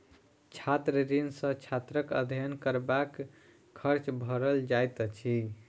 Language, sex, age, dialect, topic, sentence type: Maithili, female, 60-100, Southern/Standard, banking, statement